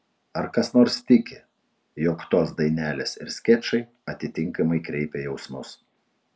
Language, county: Lithuanian, Utena